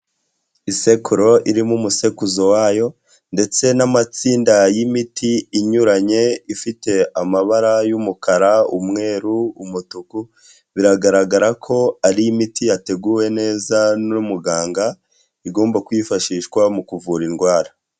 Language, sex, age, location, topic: Kinyarwanda, female, 18-24, Huye, health